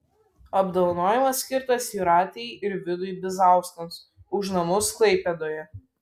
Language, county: Lithuanian, Vilnius